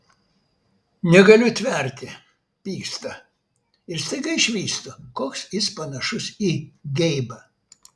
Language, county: Lithuanian, Vilnius